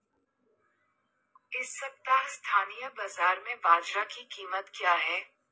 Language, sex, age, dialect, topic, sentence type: Hindi, female, 25-30, Marwari Dhudhari, agriculture, question